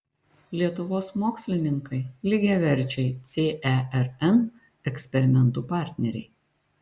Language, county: Lithuanian, Šiauliai